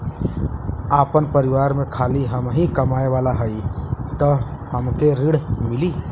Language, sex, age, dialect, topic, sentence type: Bhojpuri, male, 25-30, Western, banking, question